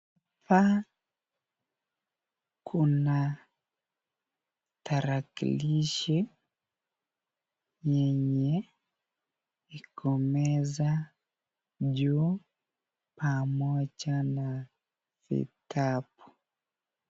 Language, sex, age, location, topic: Swahili, male, 18-24, Nakuru, education